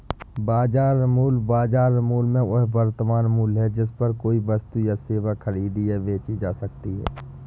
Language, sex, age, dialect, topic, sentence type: Hindi, male, 18-24, Awadhi Bundeli, agriculture, statement